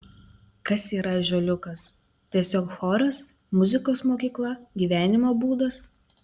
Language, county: Lithuanian, Telšiai